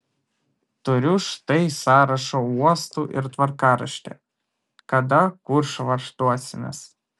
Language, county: Lithuanian, Vilnius